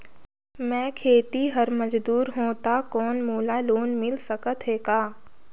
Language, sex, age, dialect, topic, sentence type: Chhattisgarhi, female, 60-100, Northern/Bhandar, banking, question